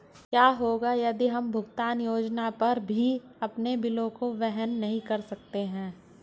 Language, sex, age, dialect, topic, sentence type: Hindi, female, 41-45, Hindustani Malvi Khadi Boli, banking, question